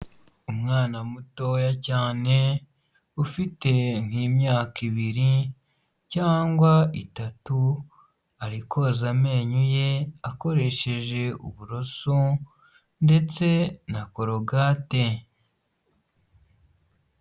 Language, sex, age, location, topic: Kinyarwanda, male, 25-35, Huye, health